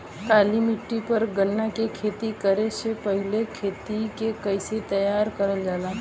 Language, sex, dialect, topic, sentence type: Bhojpuri, female, Southern / Standard, agriculture, question